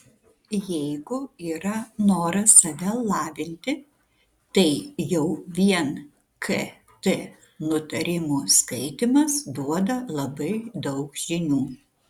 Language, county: Lithuanian, Šiauliai